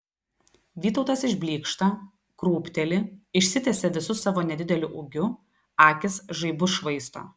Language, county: Lithuanian, Telšiai